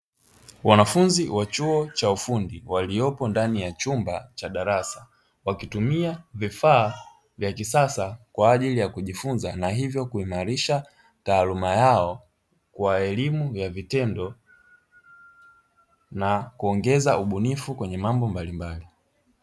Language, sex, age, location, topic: Swahili, male, 25-35, Dar es Salaam, education